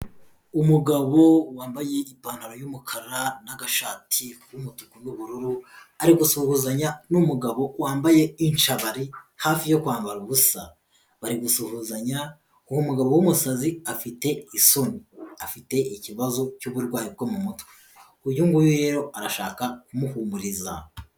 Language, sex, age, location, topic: Kinyarwanda, male, 18-24, Huye, health